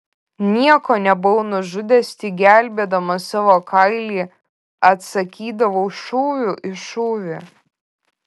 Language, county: Lithuanian, Vilnius